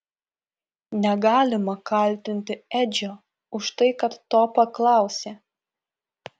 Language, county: Lithuanian, Kaunas